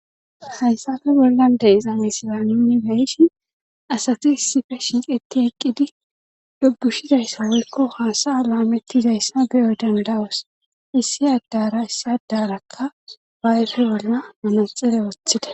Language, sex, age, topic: Gamo, female, 18-24, government